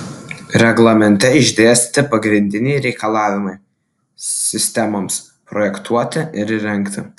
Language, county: Lithuanian, Klaipėda